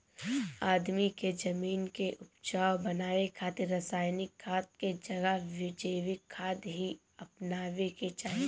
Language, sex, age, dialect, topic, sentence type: Bhojpuri, female, 18-24, Northern, agriculture, statement